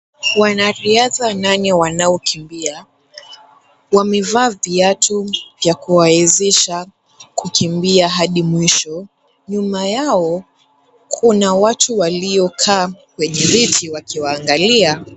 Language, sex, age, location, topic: Swahili, female, 18-24, Kisumu, government